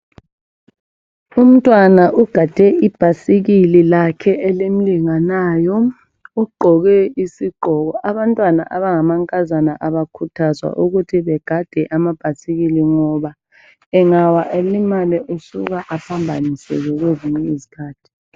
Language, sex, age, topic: North Ndebele, female, 50+, health